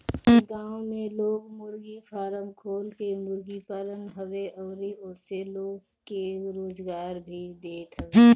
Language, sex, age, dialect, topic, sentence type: Bhojpuri, female, 25-30, Northern, agriculture, statement